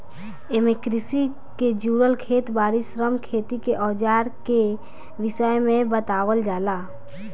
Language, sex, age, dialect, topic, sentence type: Bhojpuri, female, 18-24, Northern, agriculture, statement